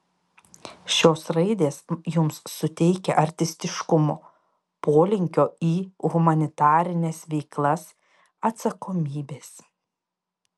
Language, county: Lithuanian, Panevėžys